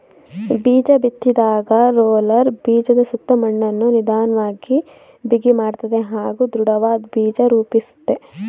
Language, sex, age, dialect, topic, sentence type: Kannada, female, 18-24, Mysore Kannada, agriculture, statement